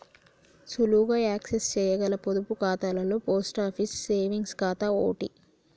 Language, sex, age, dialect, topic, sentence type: Telugu, male, 46-50, Telangana, banking, statement